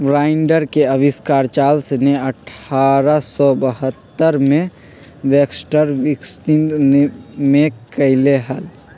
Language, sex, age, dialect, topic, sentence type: Magahi, male, 46-50, Western, agriculture, statement